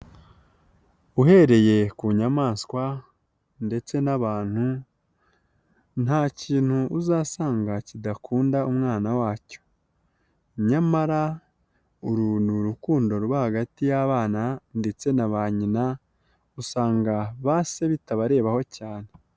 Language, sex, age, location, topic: Kinyarwanda, female, 18-24, Nyagatare, agriculture